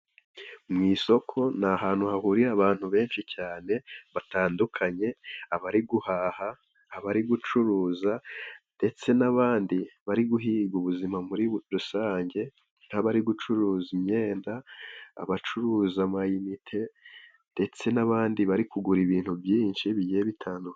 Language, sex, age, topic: Kinyarwanda, male, 18-24, finance